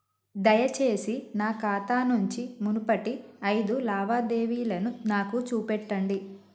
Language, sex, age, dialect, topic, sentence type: Telugu, female, 25-30, Telangana, banking, statement